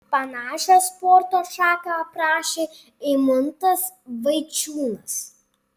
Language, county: Lithuanian, Panevėžys